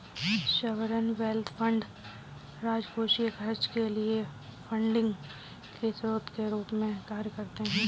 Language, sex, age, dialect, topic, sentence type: Hindi, female, 25-30, Kanauji Braj Bhasha, banking, statement